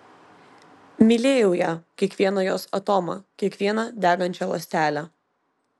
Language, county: Lithuanian, Vilnius